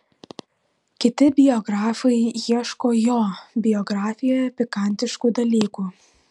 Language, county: Lithuanian, Vilnius